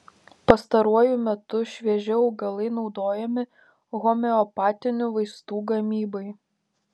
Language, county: Lithuanian, Panevėžys